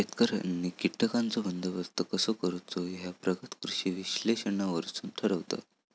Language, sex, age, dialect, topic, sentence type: Marathi, male, 18-24, Southern Konkan, agriculture, statement